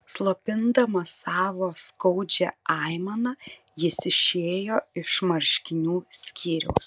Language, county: Lithuanian, Panevėžys